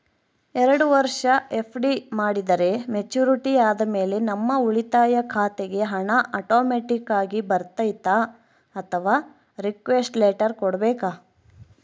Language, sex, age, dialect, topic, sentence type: Kannada, female, 25-30, Central, banking, question